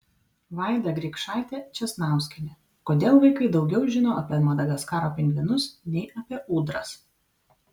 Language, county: Lithuanian, Vilnius